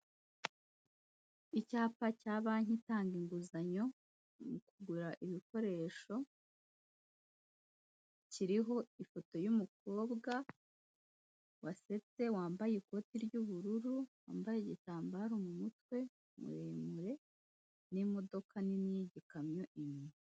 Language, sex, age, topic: Kinyarwanda, female, 18-24, finance